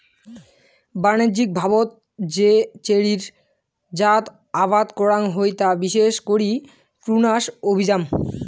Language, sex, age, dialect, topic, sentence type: Bengali, male, 18-24, Rajbangshi, agriculture, statement